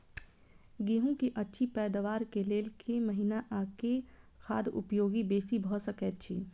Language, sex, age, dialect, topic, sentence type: Maithili, female, 25-30, Southern/Standard, agriculture, question